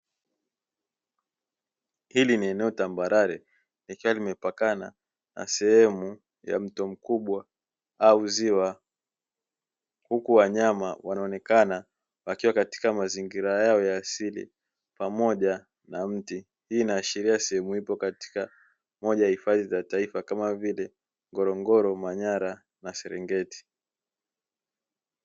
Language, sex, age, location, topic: Swahili, male, 25-35, Dar es Salaam, agriculture